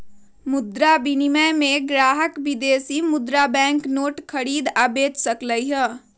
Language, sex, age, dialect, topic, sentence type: Magahi, female, 36-40, Western, banking, statement